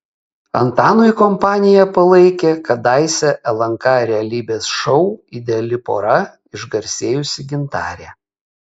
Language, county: Lithuanian, Kaunas